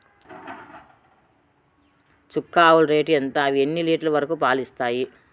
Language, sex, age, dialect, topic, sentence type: Telugu, female, 36-40, Southern, agriculture, question